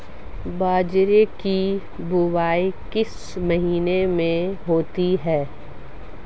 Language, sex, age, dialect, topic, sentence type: Hindi, female, 36-40, Marwari Dhudhari, agriculture, question